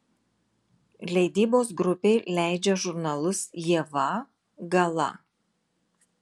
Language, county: Lithuanian, Marijampolė